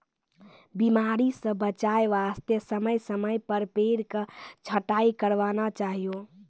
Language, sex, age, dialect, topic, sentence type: Maithili, female, 18-24, Angika, agriculture, statement